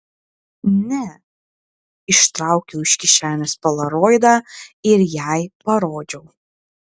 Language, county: Lithuanian, Klaipėda